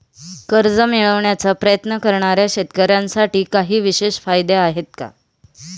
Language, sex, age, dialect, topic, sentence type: Marathi, female, 31-35, Standard Marathi, agriculture, statement